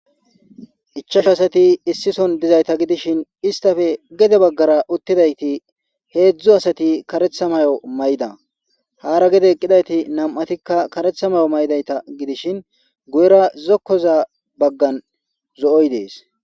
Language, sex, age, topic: Gamo, male, 25-35, government